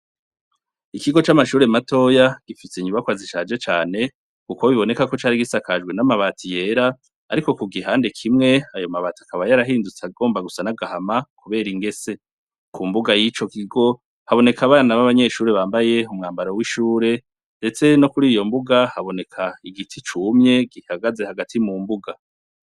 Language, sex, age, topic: Rundi, male, 36-49, education